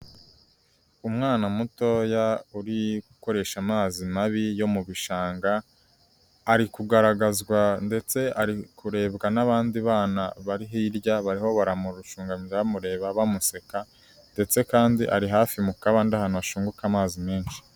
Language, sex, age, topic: Kinyarwanda, male, 18-24, health